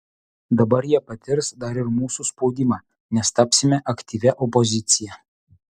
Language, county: Lithuanian, Utena